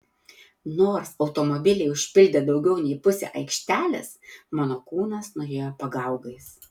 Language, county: Lithuanian, Tauragė